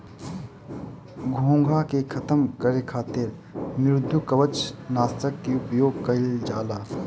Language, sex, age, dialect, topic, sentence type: Bhojpuri, male, 25-30, Northern, agriculture, statement